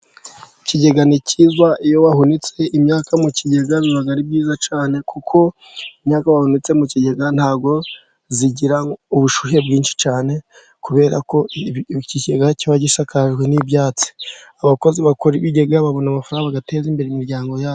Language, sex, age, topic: Kinyarwanda, male, 36-49, government